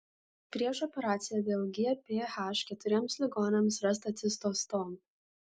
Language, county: Lithuanian, Vilnius